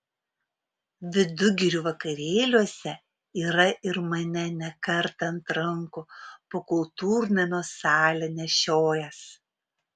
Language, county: Lithuanian, Vilnius